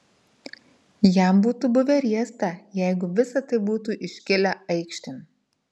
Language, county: Lithuanian, Marijampolė